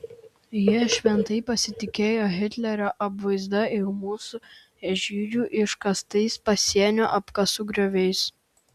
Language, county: Lithuanian, Vilnius